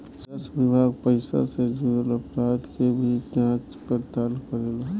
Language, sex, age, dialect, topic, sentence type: Bhojpuri, male, 18-24, Southern / Standard, banking, statement